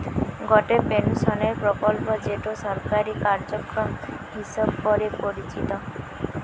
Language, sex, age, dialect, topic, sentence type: Bengali, female, 18-24, Western, banking, statement